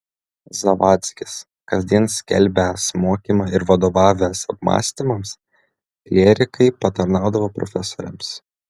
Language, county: Lithuanian, Klaipėda